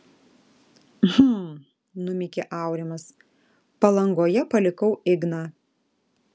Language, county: Lithuanian, Alytus